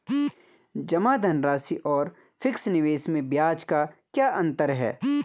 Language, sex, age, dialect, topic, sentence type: Hindi, male, 25-30, Garhwali, banking, question